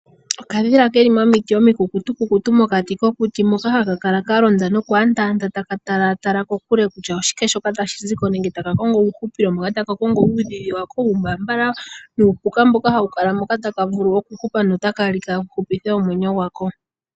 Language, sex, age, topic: Oshiwambo, female, 18-24, agriculture